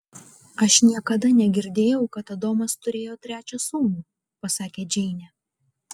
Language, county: Lithuanian, Kaunas